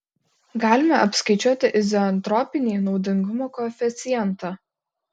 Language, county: Lithuanian, Kaunas